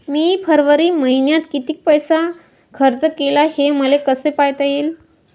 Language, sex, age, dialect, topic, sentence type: Marathi, female, 25-30, Varhadi, banking, question